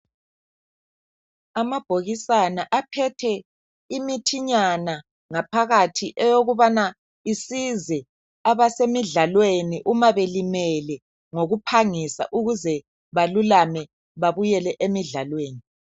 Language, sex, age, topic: North Ndebele, male, 50+, health